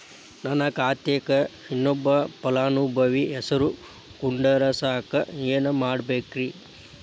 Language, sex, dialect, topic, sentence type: Kannada, male, Dharwad Kannada, banking, question